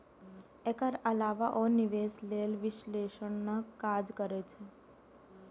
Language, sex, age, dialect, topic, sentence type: Maithili, female, 18-24, Eastern / Thethi, banking, statement